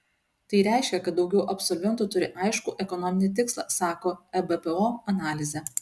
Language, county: Lithuanian, Utena